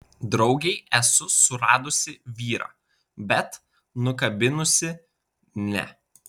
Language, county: Lithuanian, Vilnius